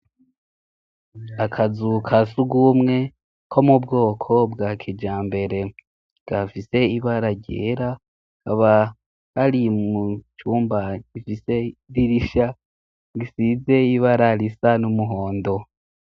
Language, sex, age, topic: Rundi, male, 25-35, education